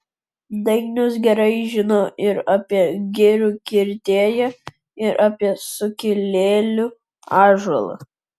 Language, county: Lithuanian, Vilnius